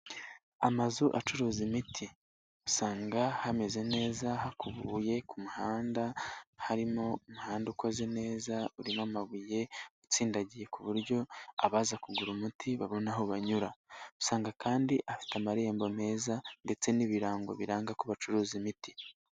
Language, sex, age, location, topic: Kinyarwanda, male, 18-24, Nyagatare, health